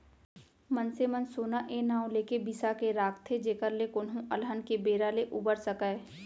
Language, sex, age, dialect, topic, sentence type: Chhattisgarhi, female, 25-30, Central, banking, statement